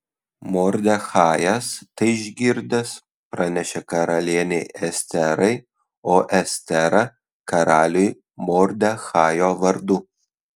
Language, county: Lithuanian, Kaunas